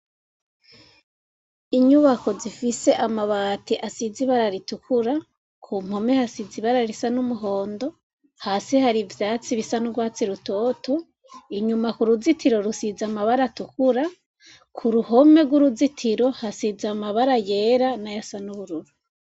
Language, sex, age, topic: Rundi, female, 25-35, education